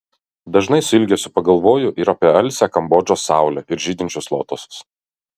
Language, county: Lithuanian, Kaunas